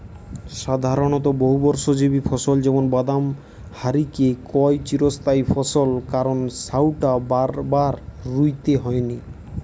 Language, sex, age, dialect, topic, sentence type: Bengali, male, 18-24, Western, agriculture, statement